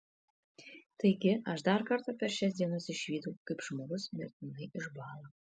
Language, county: Lithuanian, Kaunas